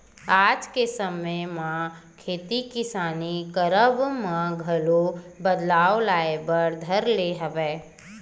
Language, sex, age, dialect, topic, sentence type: Chhattisgarhi, female, 31-35, Western/Budati/Khatahi, agriculture, statement